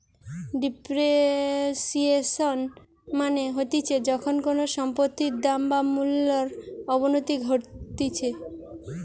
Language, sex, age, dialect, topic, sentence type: Bengali, female, 18-24, Western, banking, statement